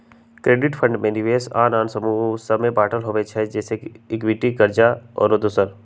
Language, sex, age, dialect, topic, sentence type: Magahi, male, 18-24, Western, banking, statement